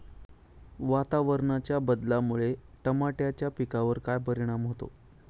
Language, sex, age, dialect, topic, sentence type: Marathi, male, 25-30, Standard Marathi, agriculture, question